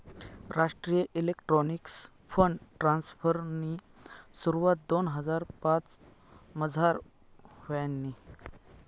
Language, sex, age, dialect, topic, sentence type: Marathi, male, 31-35, Northern Konkan, banking, statement